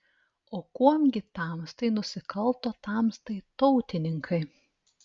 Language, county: Lithuanian, Telšiai